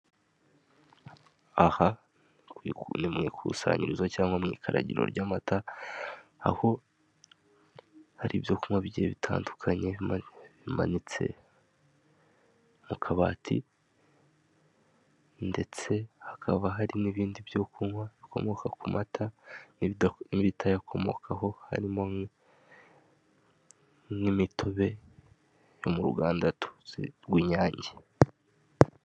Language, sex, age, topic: Kinyarwanda, male, 18-24, finance